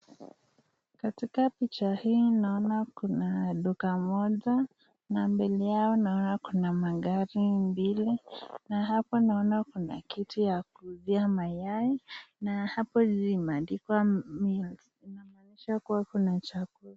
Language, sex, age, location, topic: Swahili, female, 50+, Nakuru, finance